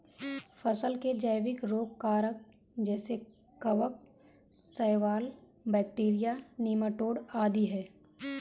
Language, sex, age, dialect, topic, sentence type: Hindi, female, 18-24, Kanauji Braj Bhasha, agriculture, statement